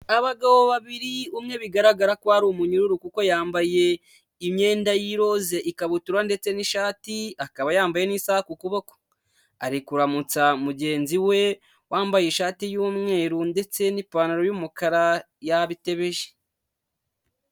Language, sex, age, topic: Kinyarwanda, male, 25-35, government